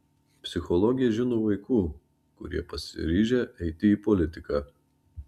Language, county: Lithuanian, Marijampolė